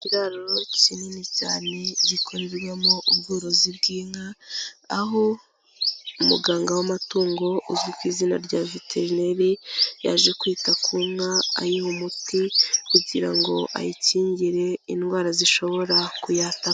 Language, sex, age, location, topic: Kinyarwanda, female, 18-24, Kigali, agriculture